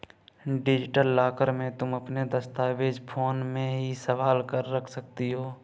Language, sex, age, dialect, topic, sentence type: Hindi, male, 18-24, Kanauji Braj Bhasha, banking, statement